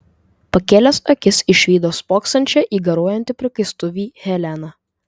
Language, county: Lithuanian, Vilnius